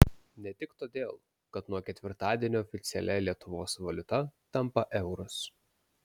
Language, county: Lithuanian, Vilnius